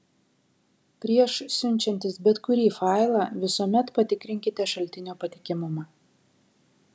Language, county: Lithuanian, Kaunas